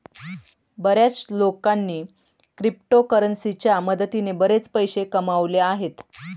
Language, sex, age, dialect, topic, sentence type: Marathi, female, 31-35, Standard Marathi, banking, statement